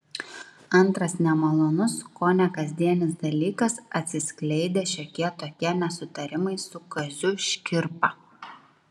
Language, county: Lithuanian, Klaipėda